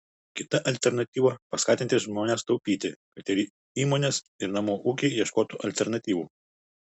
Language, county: Lithuanian, Utena